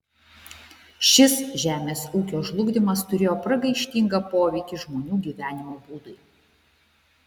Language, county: Lithuanian, Šiauliai